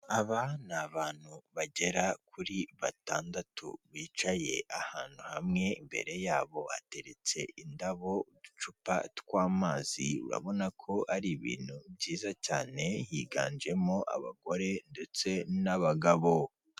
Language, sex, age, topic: Kinyarwanda, female, 18-24, government